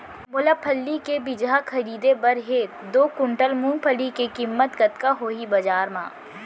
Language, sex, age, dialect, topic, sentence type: Chhattisgarhi, female, 18-24, Central, agriculture, question